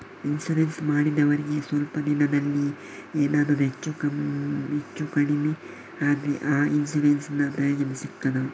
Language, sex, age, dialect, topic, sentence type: Kannada, male, 31-35, Coastal/Dakshin, banking, question